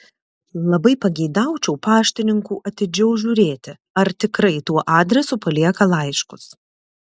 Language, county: Lithuanian, Klaipėda